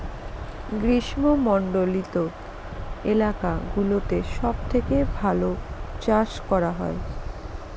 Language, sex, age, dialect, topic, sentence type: Bengali, female, 25-30, Northern/Varendri, agriculture, statement